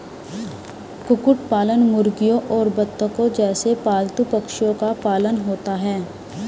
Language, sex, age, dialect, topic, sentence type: Hindi, female, 25-30, Hindustani Malvi Khadi Boli, agriculture, statement